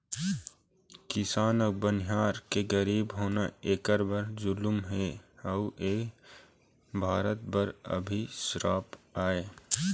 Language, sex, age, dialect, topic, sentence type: Chhattisgarhi, male, 18-24, Eastern, agriculture, statement